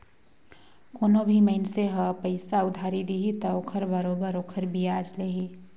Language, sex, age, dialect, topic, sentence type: Chhattisgarhi, female, 25-30, Northern/Bhandar, banking, statement